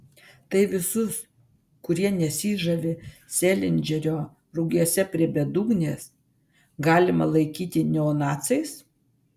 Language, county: Lithuanian, Vilnius